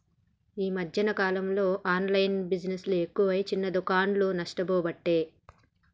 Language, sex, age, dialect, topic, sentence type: Telugu, male, 31-35, Telangana, agriculture, statement